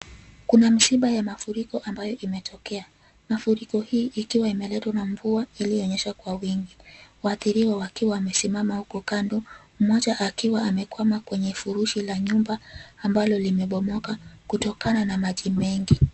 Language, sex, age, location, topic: Swahili, female, 25-35, Nairobi, health